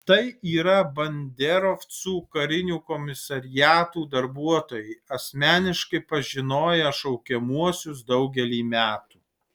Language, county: Lithuanian, Alytus